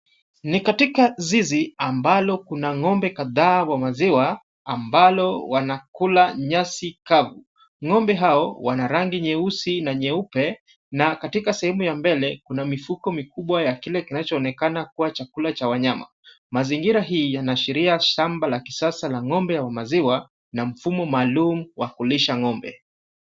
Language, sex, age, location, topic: Swahili, male, 25-35, Kisumu, agriculture